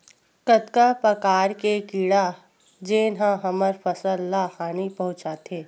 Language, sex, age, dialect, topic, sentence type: Chhattisgarhi, female, 51-55, Western/Budati/Khatahi, agriculture, question